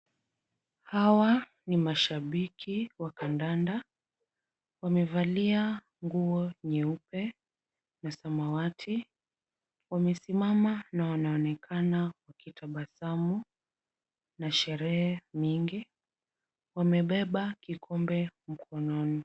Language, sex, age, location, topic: Swahili, female, 18-24, Kisumu, government